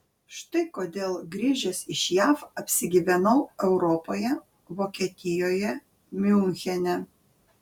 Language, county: Lithuanian, Panevėžys